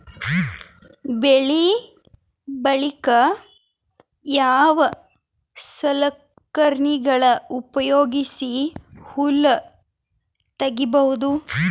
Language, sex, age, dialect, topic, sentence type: Kannada, female, 18-24, Northeastern, agriculture, question